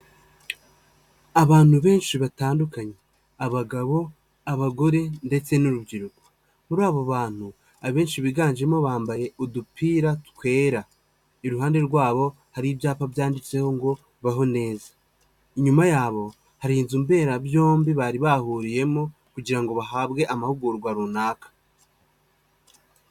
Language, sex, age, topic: Kinyarwanda, male, 25-35, health